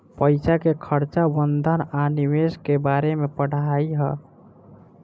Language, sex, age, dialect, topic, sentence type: Bhojpuri, female, <18, Southern / Standard, banking, statement